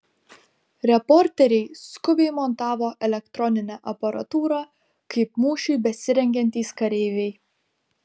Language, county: Lithuanian, Vilnius